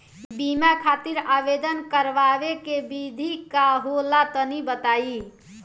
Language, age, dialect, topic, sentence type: Bhojpuri, 18-24, Southern / Standard, banking, question